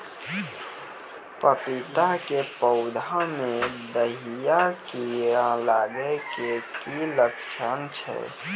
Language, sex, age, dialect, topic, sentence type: Maithili, male, 18-24, Angika, agriculture, question